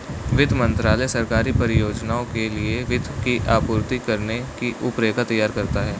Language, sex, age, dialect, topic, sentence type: Hindi, male, 18-24, Hindustani Malvi Khadi Boli, banking, statement